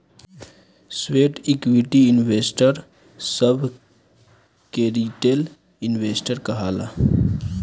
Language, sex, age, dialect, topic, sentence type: Bhojpuri, male, 18-24, Southern / Standard, banking, statement